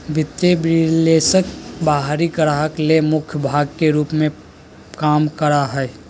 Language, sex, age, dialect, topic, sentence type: Magahi, male, 56-60, Southern, banking, statement